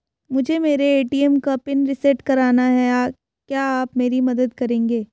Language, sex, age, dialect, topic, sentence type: Hindi, female, 18-24, Hindustani Malvi Khadi Boli, banking, question